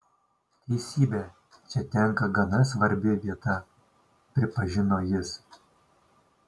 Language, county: Lithuanian, Šiauliai